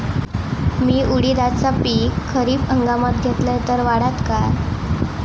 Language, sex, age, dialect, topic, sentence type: Marathi, female, 18-24, Southern Konkan, agriculture, question